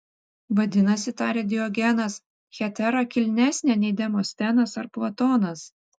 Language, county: Lithuanian, Vilnius